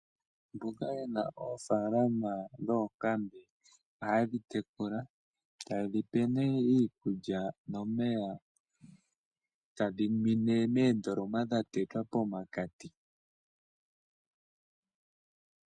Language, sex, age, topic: Oshiwambo, male, 18-24, agriculture